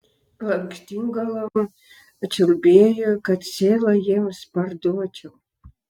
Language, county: Lithuanian, Klaipėda